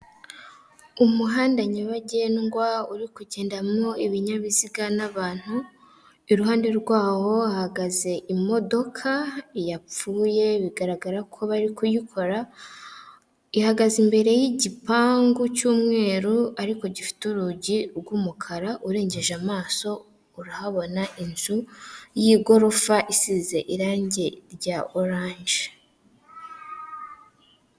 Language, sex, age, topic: Kinyarwanda, female, 18-24, government